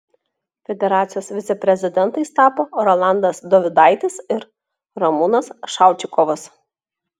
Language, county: Lithuanian, Klaipėda